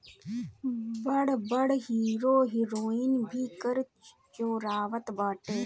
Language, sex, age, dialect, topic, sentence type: Bhojpuri, female, 31-35, Northern, banking, statement